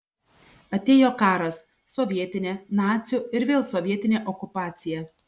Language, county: Lithuanian, Šiauliai